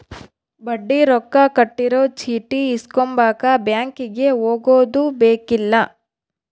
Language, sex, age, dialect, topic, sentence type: Kannada, female, 31-35, Central, banking, statement